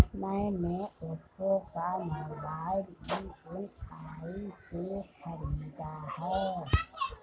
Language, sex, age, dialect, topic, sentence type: Hindi, female, 51-55, Marwari Dhudhari, banking, statement